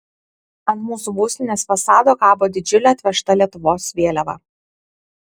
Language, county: Lithuanian, Kaunas